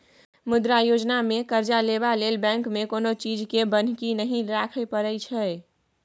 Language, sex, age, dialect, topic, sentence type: Maithili, female, 18-24, Bajjika, banking, statement